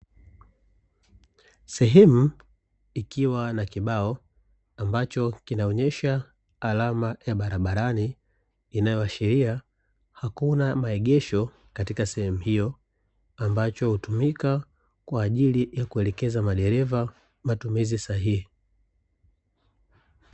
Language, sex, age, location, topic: Swahili, male, 25-35, Dar es Salaam, government